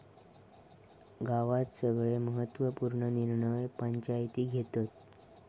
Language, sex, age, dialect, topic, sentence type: Marathi, male, 18-24, Southern Konkan, banking, statement